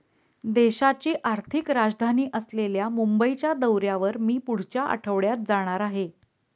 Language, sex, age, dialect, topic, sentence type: Marathi, female, 36-40, Standard Marathi, banking, statement